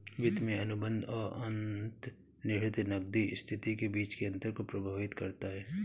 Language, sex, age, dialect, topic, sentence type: Hindi, male, 31-35, Awadhi Bundeli, banking, statement